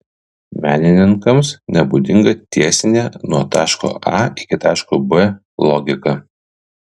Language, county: Lithuanian, Kaunas